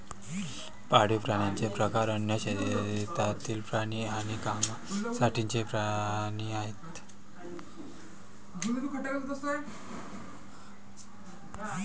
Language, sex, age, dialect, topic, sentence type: Marathi, male, 25-30, Varhadi, agriculture, statement